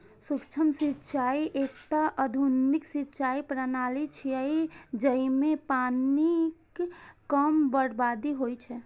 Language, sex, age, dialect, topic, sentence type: Maithili, female, 18-24, Eastern / Thethi, agriculture, statement